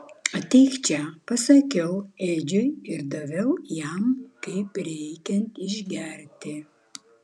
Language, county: Lithuanian, Vilnius